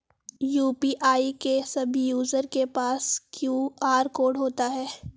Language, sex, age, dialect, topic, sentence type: Hindi, female, 18-24, Hindustani Malvi Khadi Boli, banking, statement